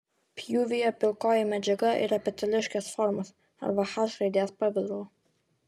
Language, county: Lithuanian, Vilnius